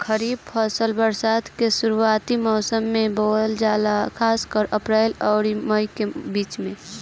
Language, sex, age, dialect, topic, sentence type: Bhojpuri, female, <18, Northern, agriculture, statement